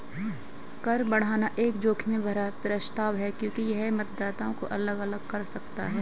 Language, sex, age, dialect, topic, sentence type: Hindi, female, 25-30, Hindustani Malvi Khadi Boli, banking, statement